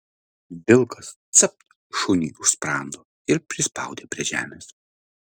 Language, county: Lithuanian, Vilnius